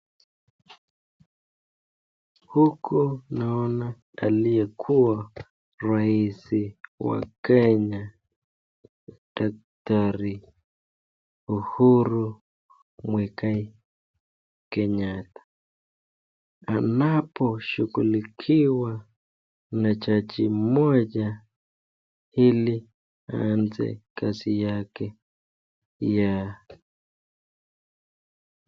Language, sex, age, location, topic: Swahili, male, 25-35, Nakuru, government